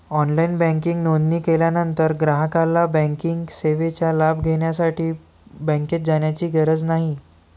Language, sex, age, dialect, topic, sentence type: Marathi, male, 18-24, Varhadi, banking, statement